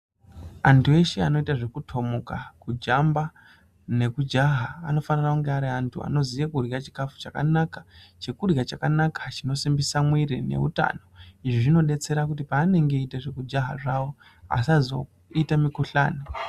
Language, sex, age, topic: Ndau, male, 25-35, health